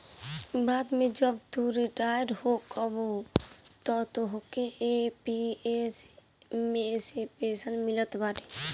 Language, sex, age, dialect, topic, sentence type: Bhojpuri, female, 18-24, Northern, banking, statement